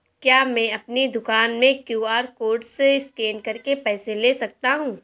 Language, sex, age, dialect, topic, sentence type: Hindi, female, 18-24, Awadhi Bundeli, banking, question